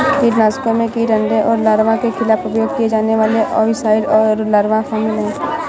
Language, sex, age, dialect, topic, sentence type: Hindi, female, 56-60, Awadhi Bundeli, agriculture, statement